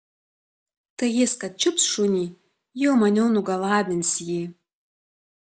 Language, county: Lithuanian, Tauragė